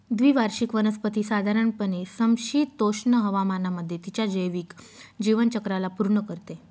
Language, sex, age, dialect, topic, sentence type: Marathi, female, 36-40, Northern Konkan, agriculture, statement